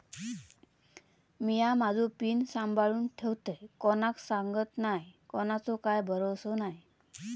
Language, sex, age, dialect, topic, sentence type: Marathi, female, 25-30, Southern Konkan, banking, statement